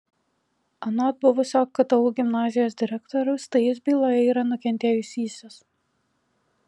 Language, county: Lithuanian, Alytus